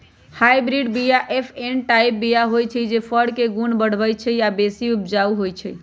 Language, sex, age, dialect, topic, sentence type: Magahi, male, 25-30, Western, agriculture, statement